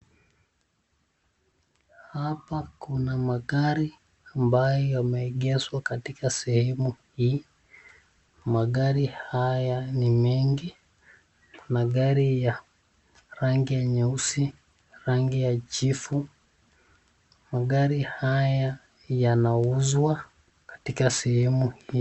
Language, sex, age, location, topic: Swahili, male, 25-35, Nakuru, finance